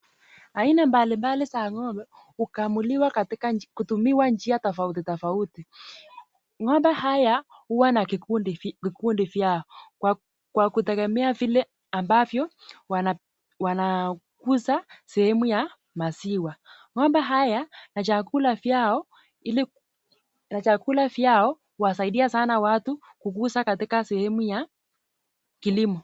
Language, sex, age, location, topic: Swahili, female, 18-24, Nakuru, agriculture